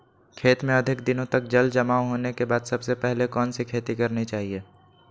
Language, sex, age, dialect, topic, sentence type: Magahi, male, 25-30, Western, agriculture, question